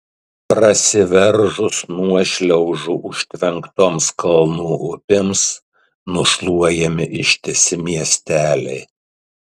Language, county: Lithuanian, Tauragė